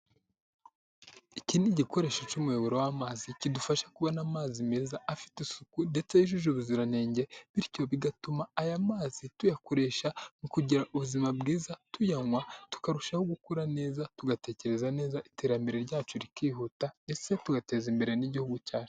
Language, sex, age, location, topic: Kinyarwanda, male, 18-24, Huye, health